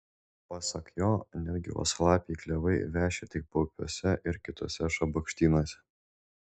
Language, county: Lithuanian, Šiauliai